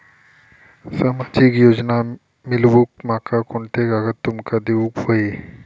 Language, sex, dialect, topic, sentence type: Marathi, male, Southern Konkan, banking, question